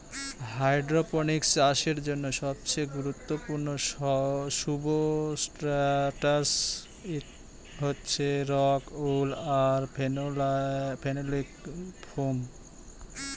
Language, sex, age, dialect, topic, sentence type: Bengali, male, 25-30, Northern/Varendri, agriculture, statement